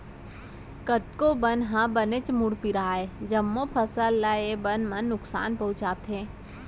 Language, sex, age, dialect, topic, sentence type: Chhattisgarhi, female, 25-30, Central, agriculture, statement